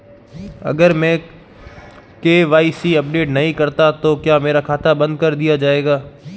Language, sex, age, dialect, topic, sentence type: Hindi, male, 18-24, Marwari Dhudhari, banking, question